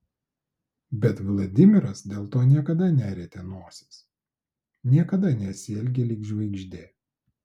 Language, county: Lithuanian, Klaipėda